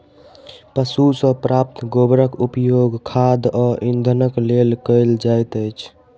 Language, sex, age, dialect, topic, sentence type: Maithili, male, 18-24, Southern/Standard, agriculture, statement